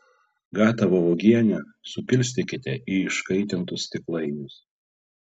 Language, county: Lithuanian, Klaipėda